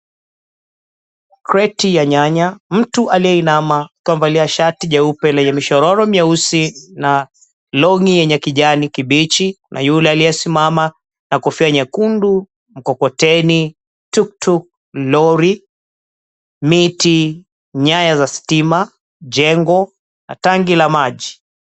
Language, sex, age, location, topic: Swahili, male, 36-49, Mombasa, finance